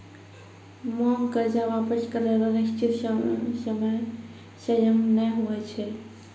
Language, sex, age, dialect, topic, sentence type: Maithili, female, 46-50, Angika, banking, statement